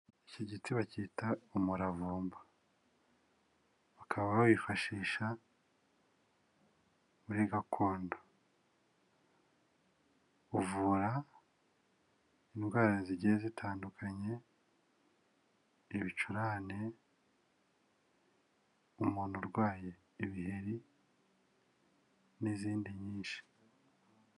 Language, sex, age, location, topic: Kinyarwanda, male, 25-35, Kigali, health